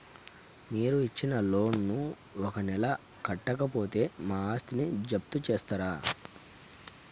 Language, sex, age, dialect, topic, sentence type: Telugu, male, 31-35, Telangana, banking, question